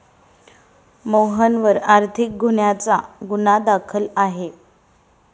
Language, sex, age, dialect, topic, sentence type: Marathi, female, 36-40, Standard Marathi, banking, statement